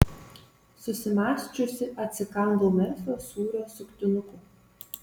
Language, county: Lithuanian, Marijampolė